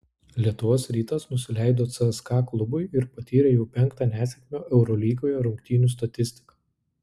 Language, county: Lithuanian, Klaipėda